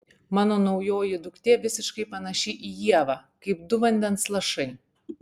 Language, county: Lithuanian, Panevėžys